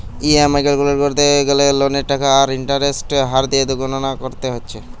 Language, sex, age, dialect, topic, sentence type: Bengali, male, 18-24, Western, banking, statement